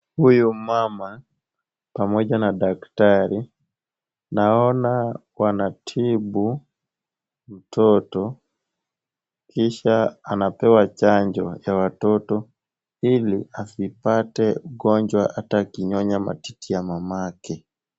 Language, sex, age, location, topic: Swahili, male, 18-24, Kisumu, health